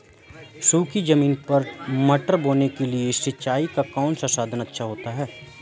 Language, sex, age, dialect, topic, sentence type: Hindi, male, 25-30, Awadhi Bundeli, agriculture, question